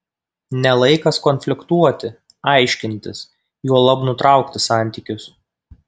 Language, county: Lithuanian, Kaunas